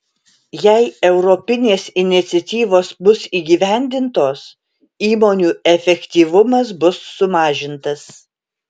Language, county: Lithuanian, Alytus